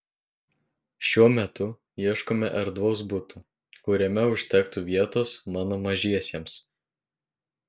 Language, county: Lithuanian, Telšiai